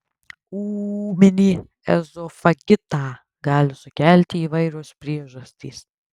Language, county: Lithuanian, Tauragė